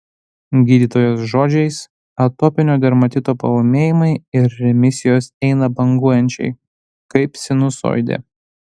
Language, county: Lithuanian, Panevėžys